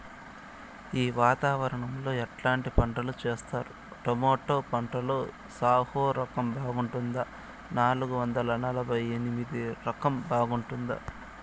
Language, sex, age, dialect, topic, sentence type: Telugu, male, 18-24, Southern, agriculture, question